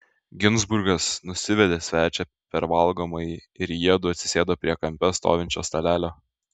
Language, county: Lithuanian, Šiauliai